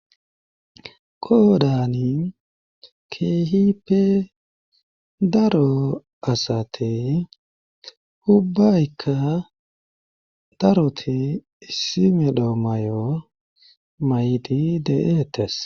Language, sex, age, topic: Gamo, male, 18-24, government